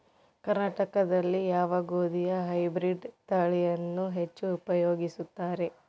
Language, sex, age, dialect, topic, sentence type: Kannada, female, 18-24, Central, agriculture, question